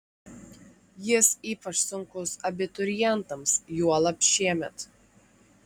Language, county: Lithuanian, Klaipėda